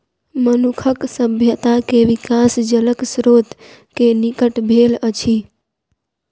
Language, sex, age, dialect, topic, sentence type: Maithili, female, 41-45, Southern/Standard, agriculture, statement